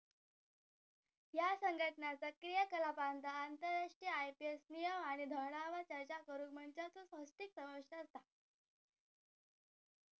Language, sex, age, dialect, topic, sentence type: Marathi, female, 18-24, Southern Konkan, banking, statement